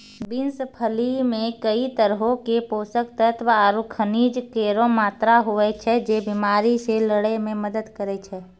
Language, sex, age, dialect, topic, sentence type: Maithili, female, 31-35, Angika, agriculture, statement